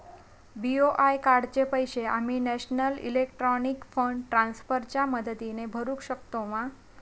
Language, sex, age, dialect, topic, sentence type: Marathi, female, 25-30, Southern Konkan, banking, question